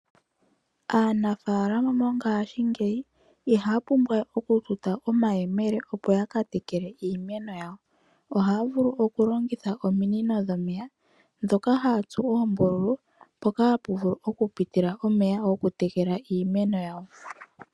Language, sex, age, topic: Oshiwambo, male, 25-35, agriculture